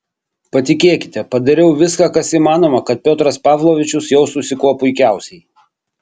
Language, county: Lithuanian, Kaunas